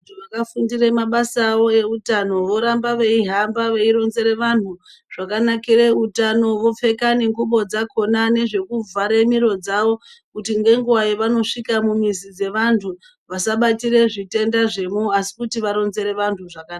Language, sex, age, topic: Ndau, male, 36-49, health